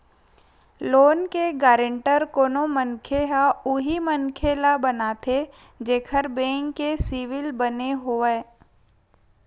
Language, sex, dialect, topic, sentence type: Chhattisgarhi, female, Western/Budati/Khatahi, banking, statement